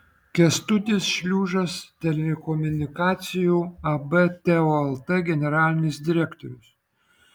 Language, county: Lithuanian, Vilnius